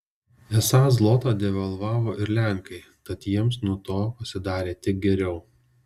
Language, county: Lithuanian, Alytus